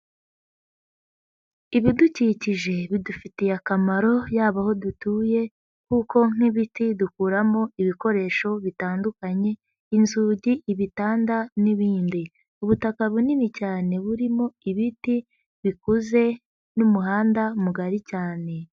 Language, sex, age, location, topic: Kinyarwanda, female, 18-24, Huye, agriculture